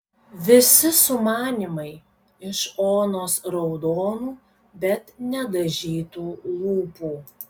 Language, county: Lithuanian, Kaunas